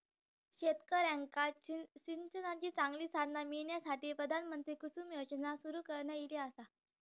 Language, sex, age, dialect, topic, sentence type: Marathi, female, 18-24, Southern Konkan, agriculture, statement